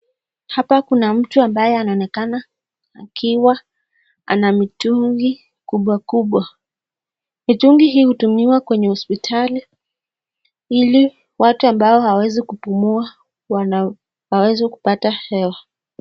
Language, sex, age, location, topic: Swahili, female, 36-49, Nakuru, health